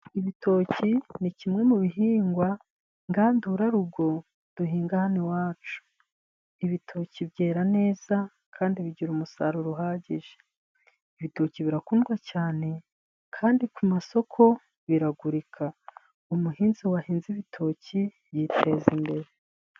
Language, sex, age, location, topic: Kinyarwanda, female, 36-49, Musanze, agriculture